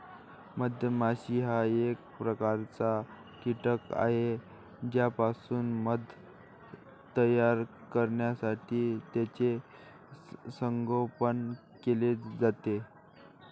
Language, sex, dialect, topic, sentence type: Marathi, male, Varhadi, agriculture, statement